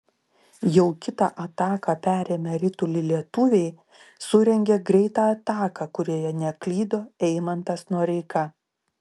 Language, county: Lithuanian, Klaipėda